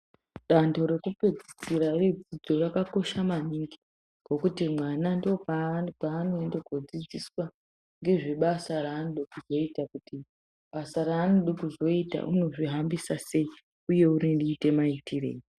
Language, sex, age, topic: Ndau, female, 18-24, education